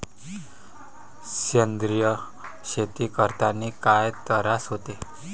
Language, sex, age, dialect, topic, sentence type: Marathi, male, 25-30, Varhadi, agriculture, question